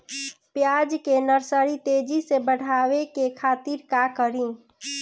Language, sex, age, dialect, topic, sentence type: Bhojpuri, female, 36-40, Northern, agriculture, question